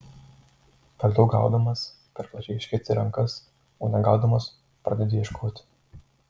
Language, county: Lithuanian, Marijampolė